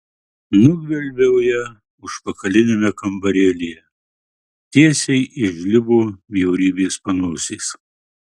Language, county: Lithuanian, Marijampolė